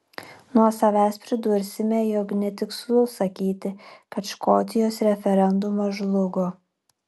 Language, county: Lithuanian, Klaipėda